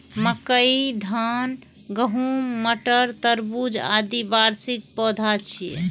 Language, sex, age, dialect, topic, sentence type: Maithili, female, 36-40, Eastern / Thethi, agriculture, statement